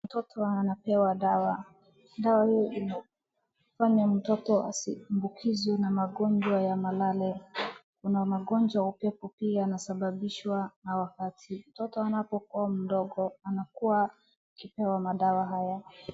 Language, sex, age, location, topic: Swahili, female, 36-49, Wajir, health